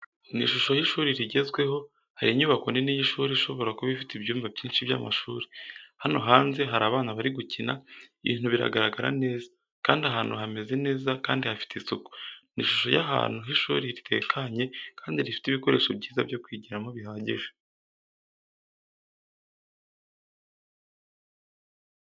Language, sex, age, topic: Kinyarwanda, male, 18-24, education